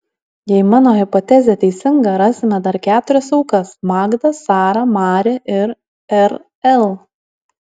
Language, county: Lithuanian, Alytus